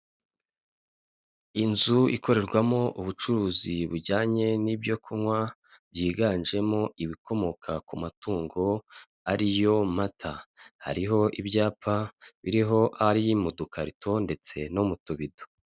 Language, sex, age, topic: Kinyarwanda, male, 25-35, finance